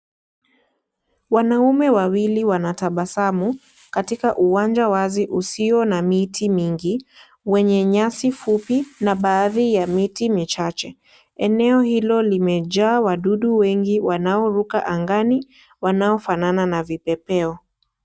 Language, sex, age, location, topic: Swahili, female, 18-24, Kisii, health